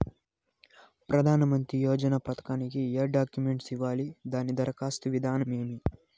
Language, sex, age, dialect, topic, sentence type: Telugu, male, 18-24, Southern, banking, question